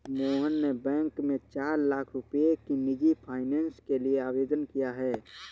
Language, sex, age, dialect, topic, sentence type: Hindi, male, 31-35, Awadhi Bundeli, banking, statement